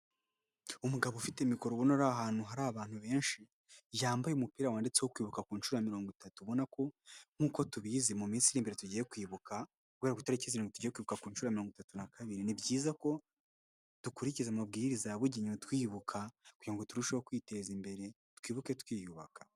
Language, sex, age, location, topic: Kinyarwanda, male, 18-24, Nyagatare, government